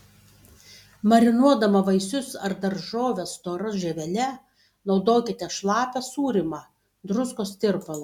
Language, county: Lithuanian, Tauragė